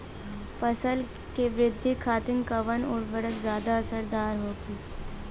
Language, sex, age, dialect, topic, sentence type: Bhojpuri, female, 18-24, Western, agriculture, question